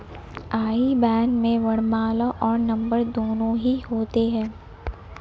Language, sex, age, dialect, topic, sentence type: Hindi, male, 18-24, Marwari Dhudhari, banking, statement